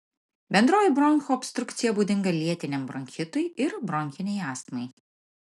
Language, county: Lithuanian, Marijampolė